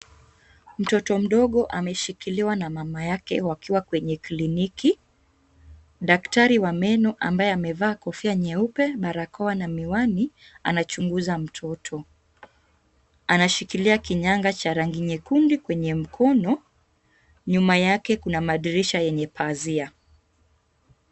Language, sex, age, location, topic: Swahili, female, 25-35, Kisumu, health